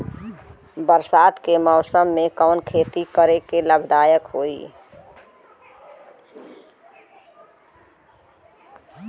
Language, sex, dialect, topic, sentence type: Bhojpuri, female, Western, agriculture, question